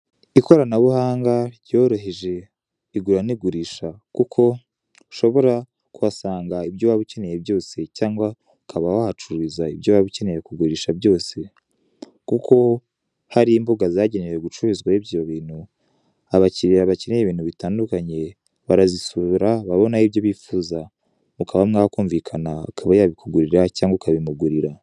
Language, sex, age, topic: Kinyarwanda, male, 18-24, finance